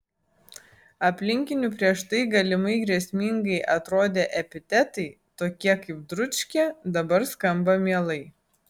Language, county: Lithuanian, Vilnius